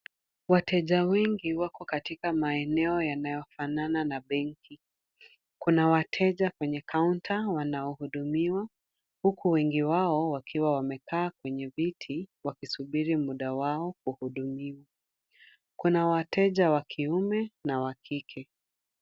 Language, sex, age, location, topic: Swahili, female, 25-35, Kisumu, government